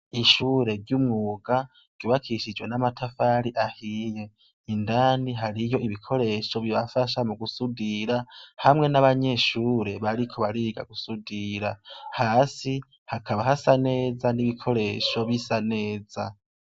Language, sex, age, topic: Rundi, male, 18-24, education